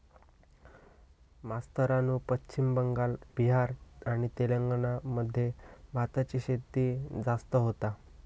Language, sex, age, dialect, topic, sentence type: Marathi, male, 18-24, Southern Konkan, agriculture, statement